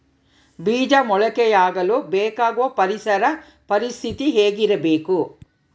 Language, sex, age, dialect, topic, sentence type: Kannada, female, 31-35, Central, agriculture, question